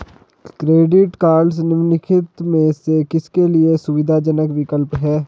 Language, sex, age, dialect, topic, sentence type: Hindi, male, 18-24, Hindustani Malvi Khadi Boli, banking, question